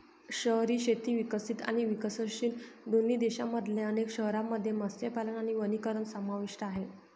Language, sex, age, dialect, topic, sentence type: Marathi, female, 51-55, Northern Konkan, agriculture, statement